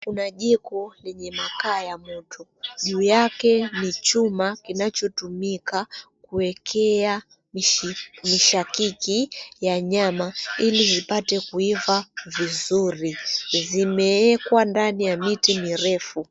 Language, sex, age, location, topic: Swahili, female, 25-35, Mombasa, agriculture